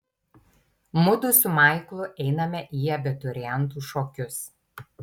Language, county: Lithuanian, Tauragė